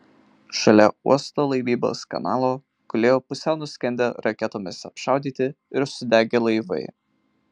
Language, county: Lithuanian, Marijampolė